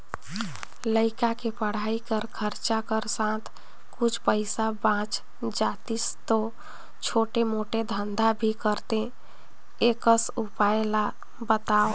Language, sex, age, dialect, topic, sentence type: Chhattisgarhi, female, 31-35, Northern/Bhandar, banking, question